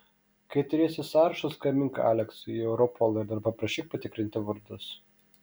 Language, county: Lithuanian, Kaunas